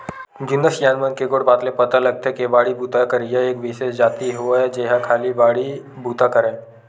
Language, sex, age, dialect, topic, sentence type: Chhattisgarhi, male, 18-24, Western/Budati/Khatahi, agriculture, statement